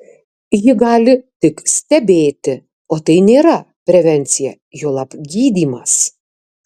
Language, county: Lithuanian, Kaunas